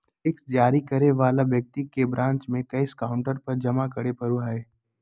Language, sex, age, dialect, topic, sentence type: Magahi, male, 18-24, Southern, banking, statement